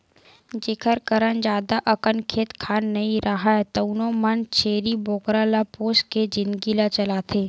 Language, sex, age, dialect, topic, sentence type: Chhattisgarhi, female, 18-24, Western/Budati/Khatahi, agriculture, statement